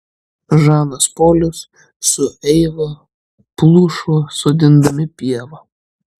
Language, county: Lithuanian, Klaipėda